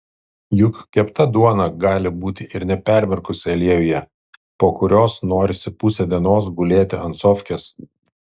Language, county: Lithuanian, Vilnius